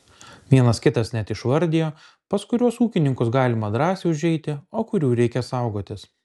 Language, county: Lithuanian, Kaunas